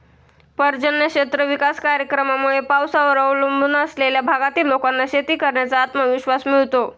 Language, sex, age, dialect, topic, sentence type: Marathi, male, 18-24, Standard Marathi, agriculture, statement